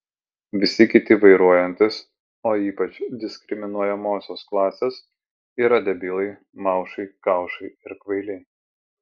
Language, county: Lithuanian, Vilnius